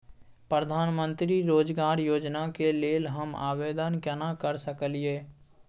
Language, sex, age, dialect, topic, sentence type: Maithili, male, 18-24, Bajjika, banking, question